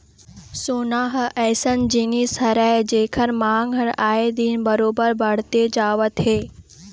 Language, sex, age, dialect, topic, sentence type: Chhattisgarhi, female, 25-30, Eastern, banking, statement